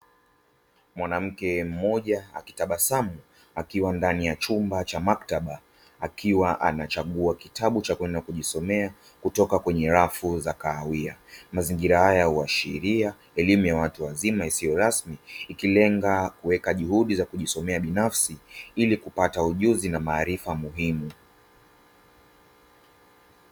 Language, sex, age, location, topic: Swahili, male, 25-35, Dar es Salaam, education